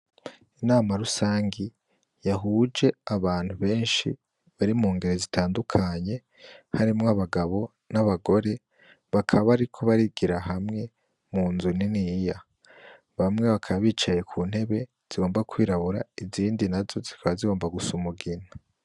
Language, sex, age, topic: Rundi, male, 18-24, education